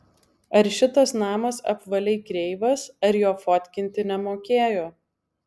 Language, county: Lithuanian, Alytus